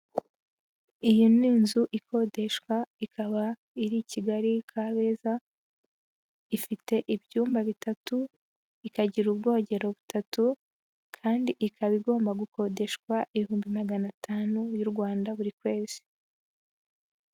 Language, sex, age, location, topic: Kinyarwanda, female, 18-24, Huye, finance